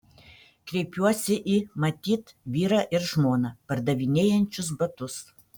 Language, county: Lithuanian, Panevėžys